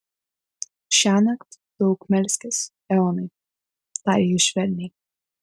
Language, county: Lithuanian, Vilnius